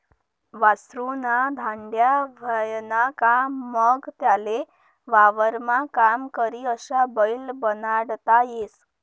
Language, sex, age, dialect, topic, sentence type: Marathi, male, 31-35, Northern Konkan, agriculture, statement